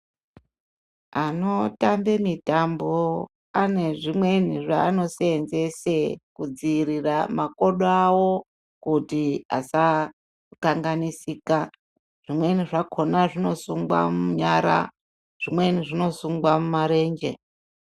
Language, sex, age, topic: Ndau, male, 50+, health